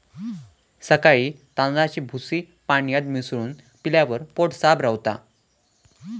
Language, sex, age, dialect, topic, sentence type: Marathi, male, <18, Southern Konkan, agriculture, statement